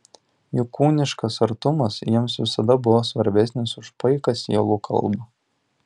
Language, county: Lithuanian, Tauragė